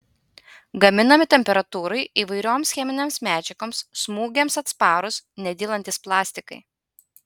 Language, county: Lithuanian, Utena